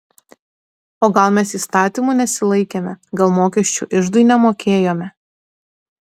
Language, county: Lithuanian, Tauragė